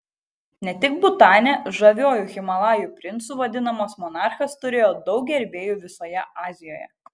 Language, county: Lithuanian, Kaunas